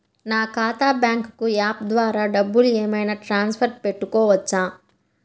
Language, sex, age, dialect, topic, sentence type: Telugu, female, 60-100, Central/Coastal, banking, question